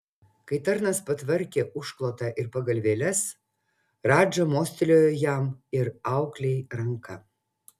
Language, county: Lithuanian, Utena